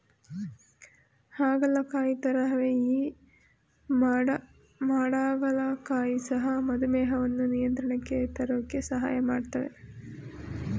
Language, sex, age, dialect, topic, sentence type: Kannada, female, 25-30, Mysore Kannada, agriculture, statement